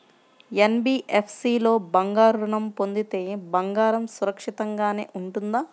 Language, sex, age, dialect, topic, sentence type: Telugu, female, 51-55, Central/Coastal, banking, question